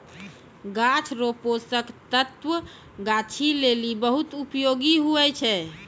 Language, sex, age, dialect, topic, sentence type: Maithili, female, 36-40, Angika, agriculture, statement